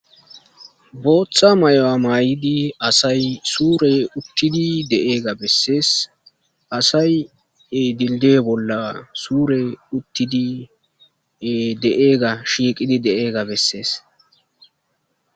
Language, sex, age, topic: Gamo, male, 18-24, government